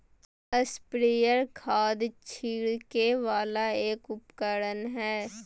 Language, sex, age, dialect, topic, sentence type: Magahi, female, 18-24, Southern, agriculture, statement